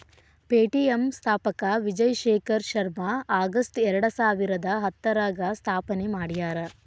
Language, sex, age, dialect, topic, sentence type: Kannada, female, 25-30, Dharwad Kannada, banking, statement